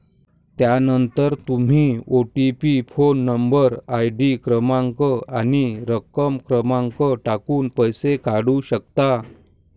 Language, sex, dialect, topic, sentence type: Marathi, male, Varhadi, banking, statement